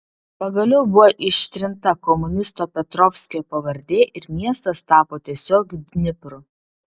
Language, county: Lithuanian, Vilnius